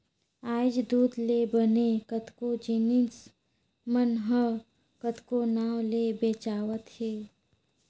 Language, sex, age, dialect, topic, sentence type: Chhattisgarhi, female, 36-40, Northern/Bhandar, agriculture, statement